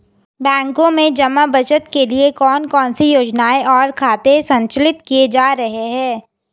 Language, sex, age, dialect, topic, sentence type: Hindi, female, 18-24, Hindustani Malvi Khadi Boli, banking, question